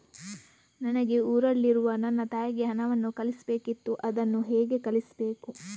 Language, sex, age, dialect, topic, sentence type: Kannada, female, 18-24, Coastal/Dakshin, banking, question